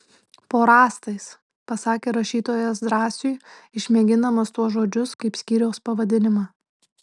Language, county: Lithuanian, Tauragė